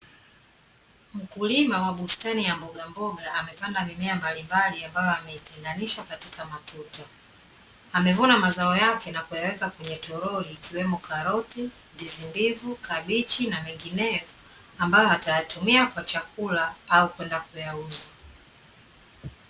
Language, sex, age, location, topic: Swahili, female, 25-35, Dar es Salaam, agriculture